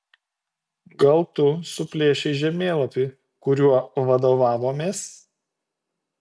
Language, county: Lithuanian, Utena